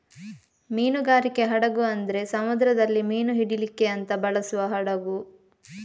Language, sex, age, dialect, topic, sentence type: Kannada, female, 31-35, Coastal/Dakshin, agriculture, statement